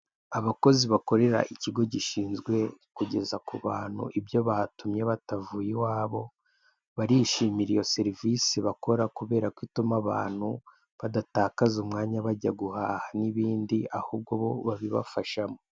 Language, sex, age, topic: Kinyarwanda, male, 18-24, finance